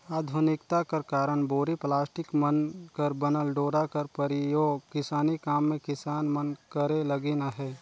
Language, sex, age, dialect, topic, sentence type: Chhattisgarhi, male, 31-35, Northern/Bhandar, agriculture, statement